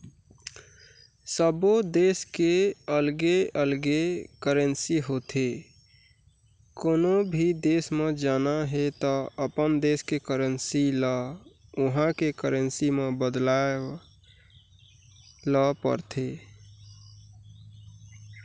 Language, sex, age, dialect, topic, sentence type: Chhattisgarhi, male, 41-45, Eastern, banking, statement